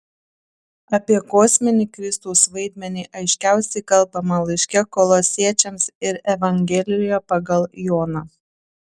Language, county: Lithuanian, Panevėžys